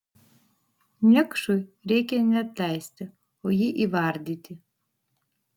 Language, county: Lithuanian, Vilnius